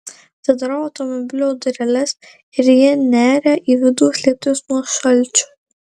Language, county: Lithuanian, Marijampolė